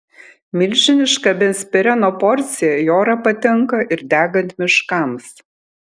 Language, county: Lithuanian, Kaunas